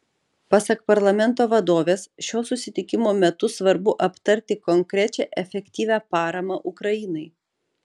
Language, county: Lithuanian, Vilnius